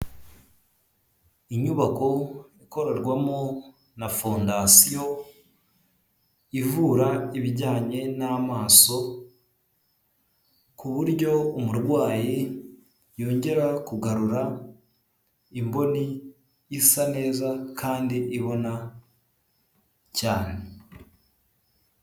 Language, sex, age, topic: Kinyarwanda, male, 18-24, health